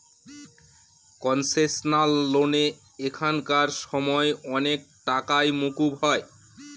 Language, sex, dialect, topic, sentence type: Bengali, male, Northern/Varendri, banking, statement